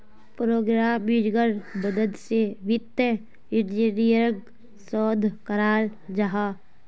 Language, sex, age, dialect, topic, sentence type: Magahi, female, 18-24, Northeastern/Surjapuri, banking, statement